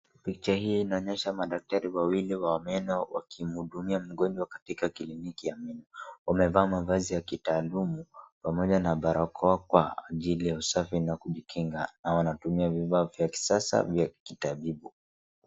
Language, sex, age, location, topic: Swahili, male, 36-49, Wajir, health